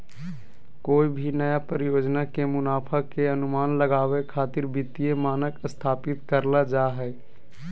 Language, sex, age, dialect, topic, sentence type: Magahi, male, 18-24, Southern, banking, statement